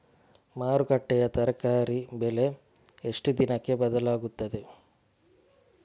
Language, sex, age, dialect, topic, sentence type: Kannada, male, 41-45, Coastal/Dakshin, agriculture, question